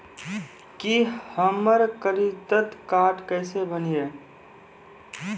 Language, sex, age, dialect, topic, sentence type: Maithili, male, 18-24, Angika, banking, question